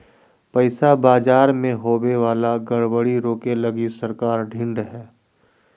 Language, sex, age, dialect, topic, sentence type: Magahi, male, 25-30, Southern, banking, statement